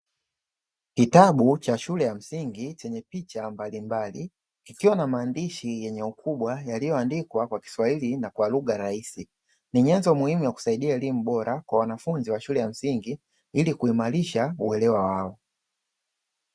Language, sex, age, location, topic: Swahili, male, 25-35, Dar es Salaam, education